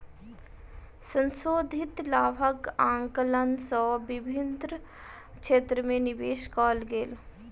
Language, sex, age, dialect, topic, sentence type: Maithili, female, 18-24, Southern/Standard, banking, statement